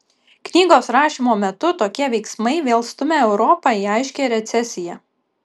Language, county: Lithuanian, Kaunas